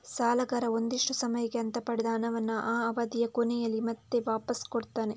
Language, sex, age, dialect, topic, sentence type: Kannada, female, 31-35, Coastal/Dakshin, banking, statement